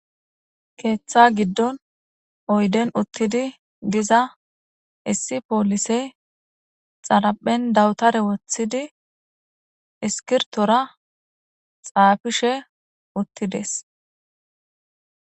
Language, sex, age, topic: Gamo, female, 25-35, government